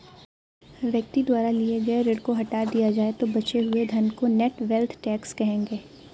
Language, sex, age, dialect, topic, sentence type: Hindi, female, 18-24, Awadhi Bundeli, banking, statement